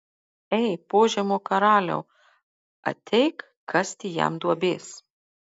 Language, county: Lithuanian, Marijampolė